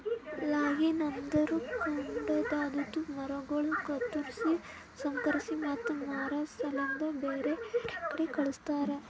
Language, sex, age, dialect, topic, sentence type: Kannada, female, 18-24, Northeastern, agriculture, statement